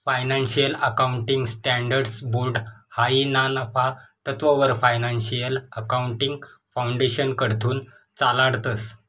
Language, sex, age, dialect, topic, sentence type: Marathi, male, 25-30, Northern Konkan, banking, statement